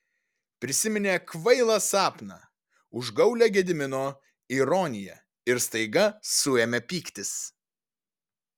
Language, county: Lithuanian, Vilnius